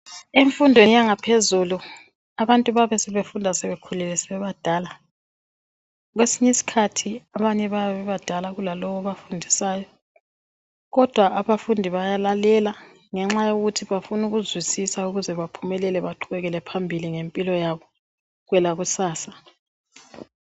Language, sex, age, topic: North Ndebele, female, 36-49, education